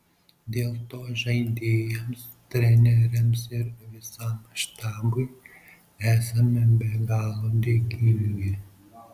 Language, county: Lithuanian, Marijampolė